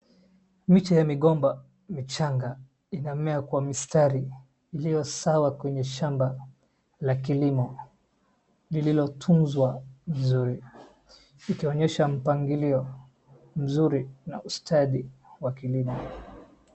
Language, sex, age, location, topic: Swahili, male, 25-35, Wajir, agriculture